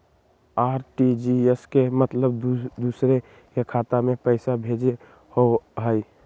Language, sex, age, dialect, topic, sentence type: Magahi, male, 18-24, Western, banking, question